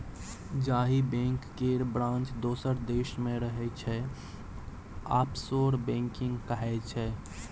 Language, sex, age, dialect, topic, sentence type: Maithili, male, 18-24, Bajjika, banking, statement